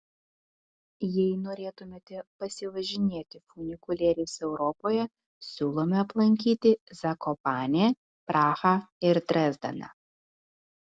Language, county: Lithuanian, Klaipėda